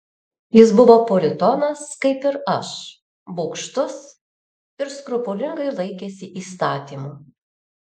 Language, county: Lithuanian, Alytus